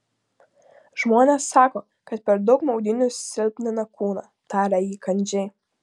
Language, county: Lithuanian, Klaipėda